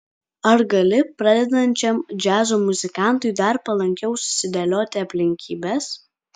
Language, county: Lithuanian, Kaunas